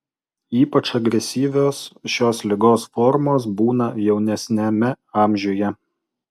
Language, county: Lithuanian, Utena